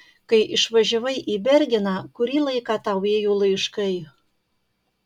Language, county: Lithuanian, Kaunas